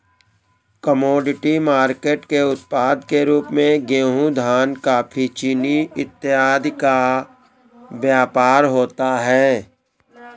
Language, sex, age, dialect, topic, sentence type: Hindi, male, 18-24, Awadhi Bundeli, banking, statement